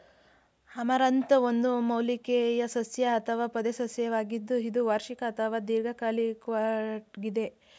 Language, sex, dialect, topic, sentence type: Kannada, female, Mysore Kannada, agriculture, statement